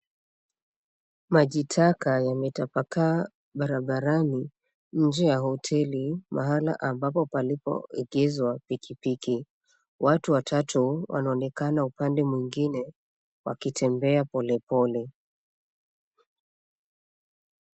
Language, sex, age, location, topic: Swahili, female, 25-35, Nairobi, government